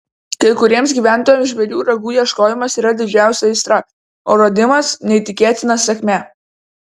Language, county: Lithuanian, Vilnius